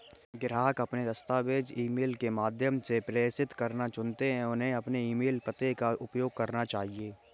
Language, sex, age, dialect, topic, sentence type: Hindi, male, 18-24, Kanauji Braj Bhasha, banking, statement